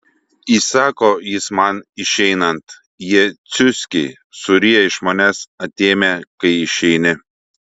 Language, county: Lithuanian, Šiauliai